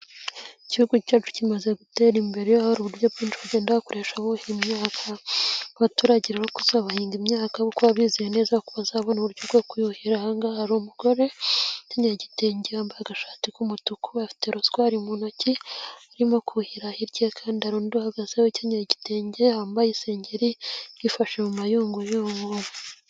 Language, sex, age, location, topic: Kinyarwanda, female, 18-24, Nyagatare, agriculture